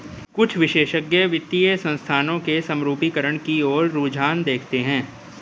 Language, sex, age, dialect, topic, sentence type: Hindi, male, 18-24, Hindustani Malvi Khadi Boli, banking, statement